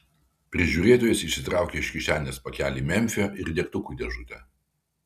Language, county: Lithuanian, Kaunas